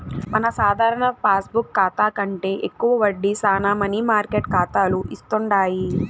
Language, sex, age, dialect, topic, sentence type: Telugu, female, 18-24, Southern, banking, statement